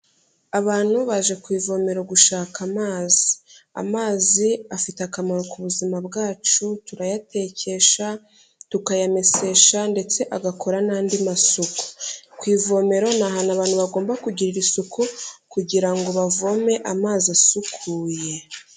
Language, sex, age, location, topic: Kinyarwanda, female, 18-24, Kigali, health